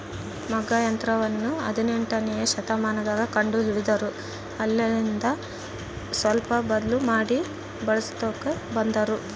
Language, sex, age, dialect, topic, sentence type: Kannada, female, 25-30, Central, agriculture, statement